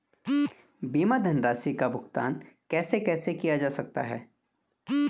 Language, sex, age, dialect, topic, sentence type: Hindi, male, 25-30, Garhwali, banking, question